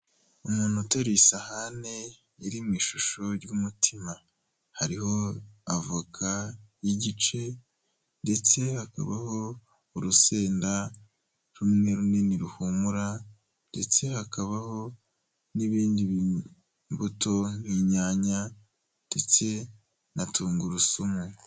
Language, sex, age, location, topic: Kinyarwanda, male, 18-24, Huye, health